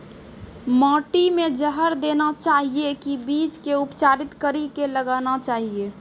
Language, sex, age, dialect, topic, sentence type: Maithili, female, 18-24, Angika, agriculture, question